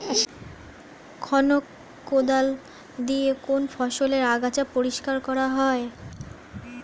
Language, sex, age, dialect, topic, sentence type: Bengali, female, 25-30, Standard Colloquial, agriculture, question